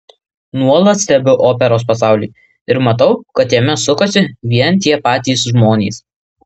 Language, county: Lithuanian, Marijampolė